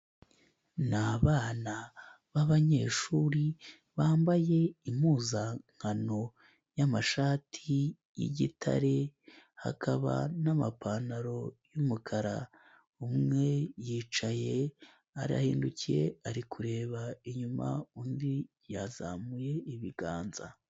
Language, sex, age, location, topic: Kinyarwanda, male, 18-24, Nyagatare, education